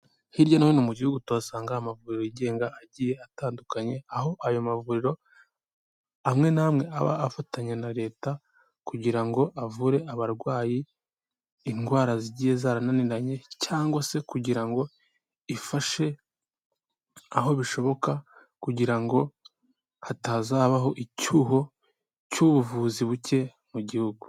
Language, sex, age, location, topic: Kinyarwanda, male, 18-24, Kigali, health